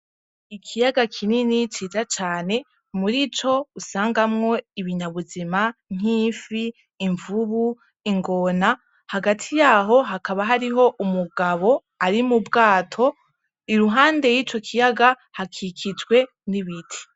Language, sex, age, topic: Rundi, female, 18-24, agriculture